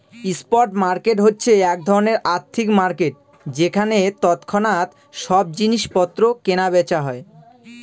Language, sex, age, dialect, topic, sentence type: Bengali, male, 18-24, Northern/Varendri, banking, statement